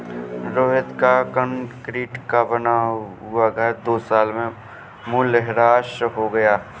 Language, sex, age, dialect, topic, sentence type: Hindi, male, 18-24, Awadhi Bundeli, banking, statement